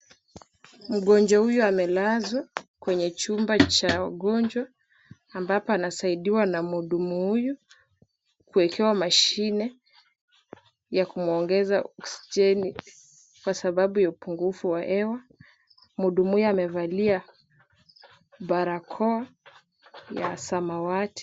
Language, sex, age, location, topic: Swahili, female, 18-24, Kisumu, health